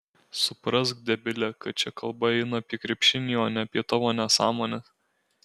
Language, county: Lithuanian, Alytus